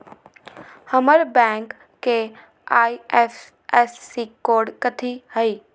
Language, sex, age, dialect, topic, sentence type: Magahi, female, 18-24, Western, banking, question